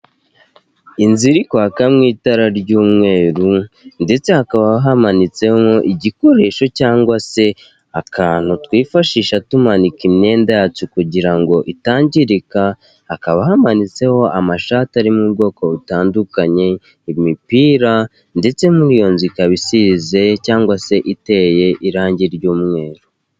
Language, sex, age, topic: Kinyarwanda, male, 18-24, finance